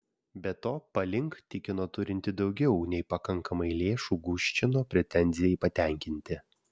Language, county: Lithuanian, Vilnius